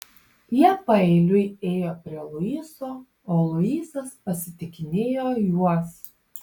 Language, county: Lithuanian, Panevėžys